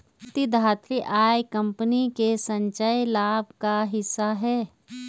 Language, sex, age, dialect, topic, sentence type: Hindi, female, 46-50, Garhwali, banking, statement